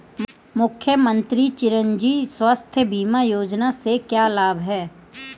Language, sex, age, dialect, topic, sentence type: Hindi, female, 31-35, Marwari Dhudhari, banking, question